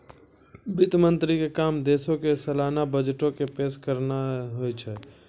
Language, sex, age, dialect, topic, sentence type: Maithili, male, 18-24, Angika, banking, statement